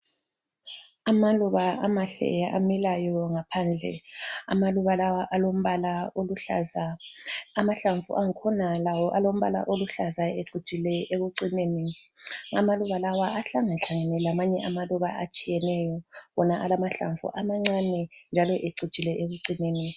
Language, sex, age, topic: North Ndebele, female, 36-49, health